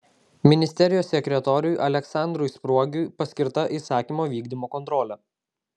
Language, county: Lithuanian, Kaunas